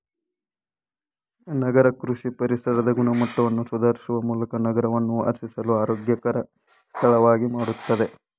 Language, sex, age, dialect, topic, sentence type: Kannada, male, 25-30, Mysore Kannada, agriculture, statement